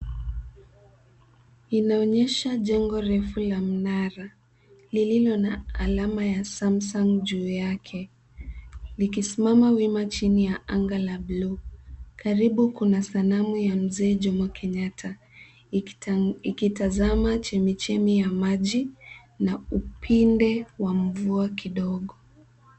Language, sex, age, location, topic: Swahili, female, 18-24, Nairobi, government